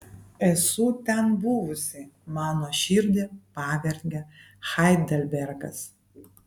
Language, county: Lithuanian, Vilnius